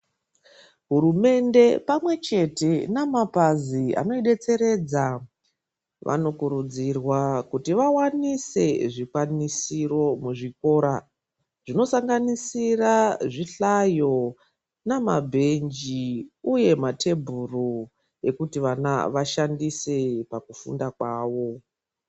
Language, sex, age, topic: Ndau, female, 36-49, education